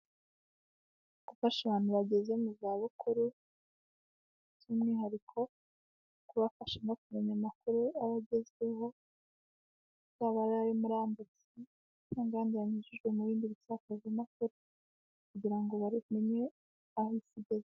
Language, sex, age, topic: Kinyarwanda, female, 18-24, health